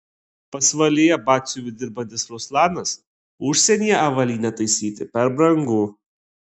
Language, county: Lithuanian, Klaipėda